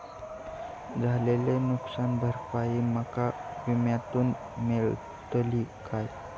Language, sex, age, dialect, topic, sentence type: Marathi, male, 18-24, Southern Konkan, banking, question